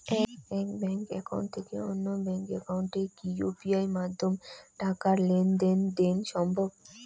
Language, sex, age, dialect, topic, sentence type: Bengali, female, 18-24, Rajbangshi, banking, question